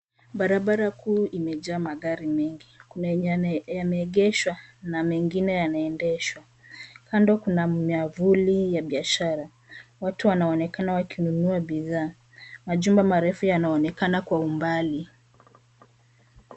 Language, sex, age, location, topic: Swahili, female, 25-35, Nairobi, government